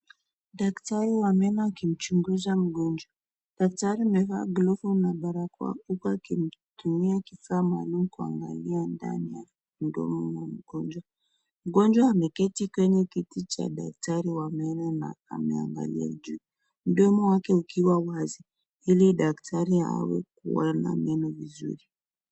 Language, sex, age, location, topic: Swahili, female, 25-35, Nakuru, health